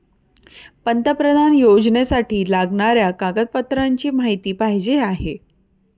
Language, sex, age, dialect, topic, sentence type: Marathi, female, 31-35, Northern Konkan, banking, question